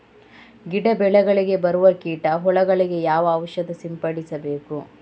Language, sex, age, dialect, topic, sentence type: Kannada, female, 31-35, Coastal/Dakshin, agriculture, question